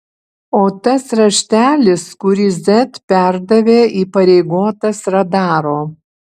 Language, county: Lithuanian, Utena